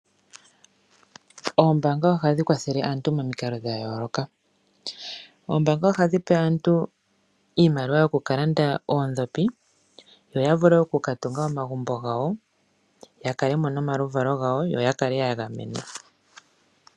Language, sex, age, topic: Oshiwambo, female, 25-35, finance